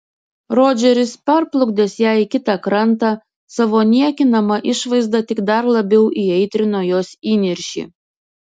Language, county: Lithuanian, Kaunas